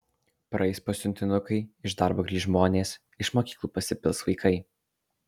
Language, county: Lithuanian, Alytus